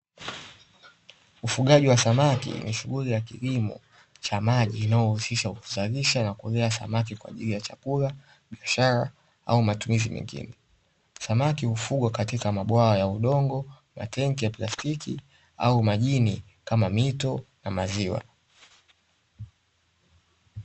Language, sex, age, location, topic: Swahili, male, 18-24, Dar es Salaam, agriculture